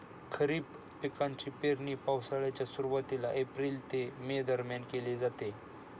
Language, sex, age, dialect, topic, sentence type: Marathi, male, 25-30, Standard Marathi, agriculture, statement